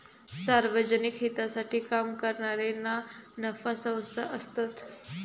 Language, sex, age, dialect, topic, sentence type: Marathi, female, 18-24, Southern Konkan, banking, statement